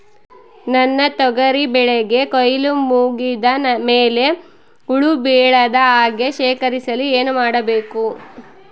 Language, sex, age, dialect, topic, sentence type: Kannada, female, 56-60, Central, agriculture, question